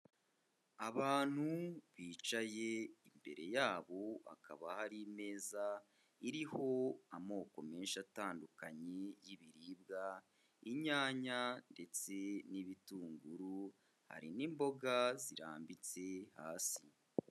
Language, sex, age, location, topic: Kinyarwanda, male, 25-35, Kigali, agriculture